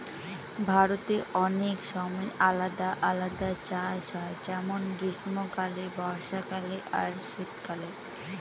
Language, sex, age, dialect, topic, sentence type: Bengali, female, 18-24, Northern/Varendri, agriculture, statement